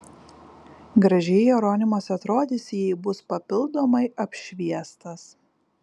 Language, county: Lithuanian, Kaunas